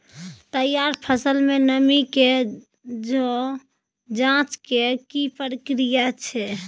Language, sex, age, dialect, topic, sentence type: Maithili, female, 25-30, Bajjika, agriculture, question